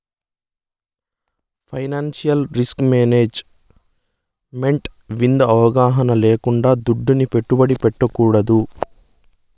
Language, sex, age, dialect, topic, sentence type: Telugu, male, 25-30, Southern, banking, statement